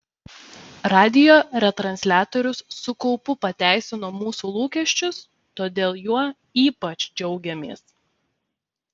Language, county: Lithuanian, Vilnius